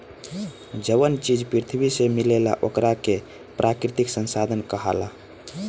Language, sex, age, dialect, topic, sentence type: Bhojpuri, male, 18-24, Southern / Standard, agriculture, statement